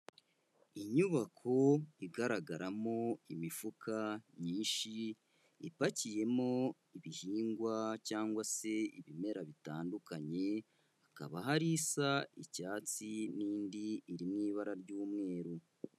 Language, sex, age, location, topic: Kinyarwanda, male, 18-24, Kigali, agriculture